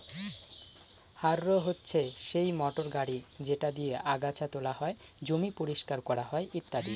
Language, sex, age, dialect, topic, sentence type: Bengali, male, 18-24, Northern/Varendri, agriculture, statement